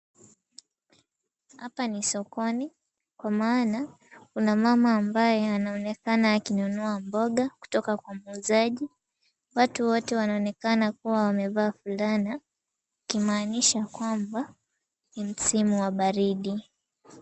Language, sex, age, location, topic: Swahili, female, 18-24, Mombasa, finance